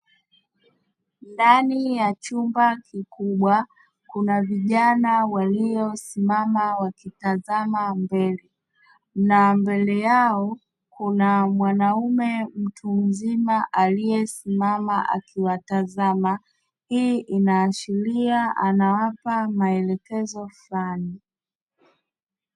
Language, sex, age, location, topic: Swahili, female, 25-35, Dar es Salaam, education